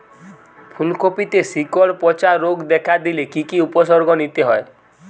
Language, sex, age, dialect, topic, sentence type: Bengali, male, 18-24, Western, agriculture, question